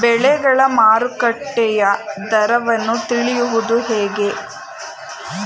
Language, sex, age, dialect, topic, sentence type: Kannada, female, 18-24, Mysore Kannada, agriculture, question